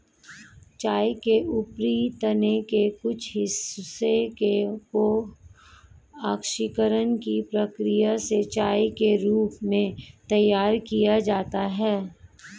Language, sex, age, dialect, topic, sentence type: Hindi, female, 41-45, Hindustani Malvi Khadi Boli, agriculture, statement